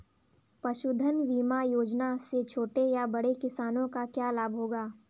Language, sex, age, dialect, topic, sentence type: Hindi, female, 18-24, Kanauji Braj Bhasha, agriculture, question